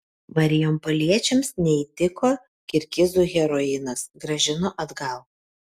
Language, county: Lithuanian, Kaunas